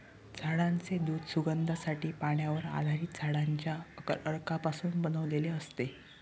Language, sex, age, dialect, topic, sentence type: Marathi, male, 18-24, Northern Konkan, agriculture, statement